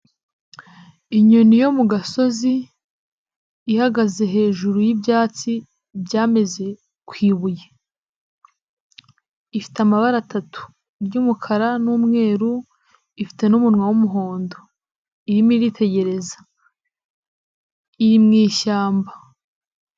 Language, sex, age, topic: Kinyarwanda, female, 18-24, agriculture